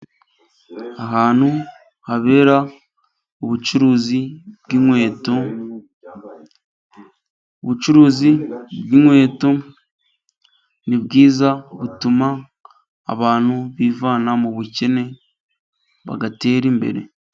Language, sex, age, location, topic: Kinyarwanda, male, 25-35, Musanze, finance